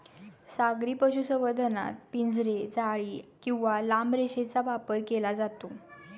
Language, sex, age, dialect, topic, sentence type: Marathi, female, 18-24, Standard Marathi, agriculture, statement